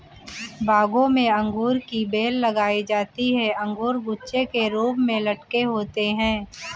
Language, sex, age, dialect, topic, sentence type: Hindi, female, 18-24, Marwari Dhudhari, agriculture, statement